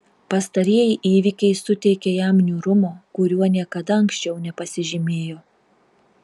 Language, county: Lithuanian, Telšiai